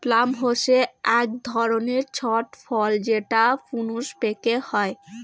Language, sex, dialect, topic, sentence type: Bengali, female, Rajbangshi, agriculture, statement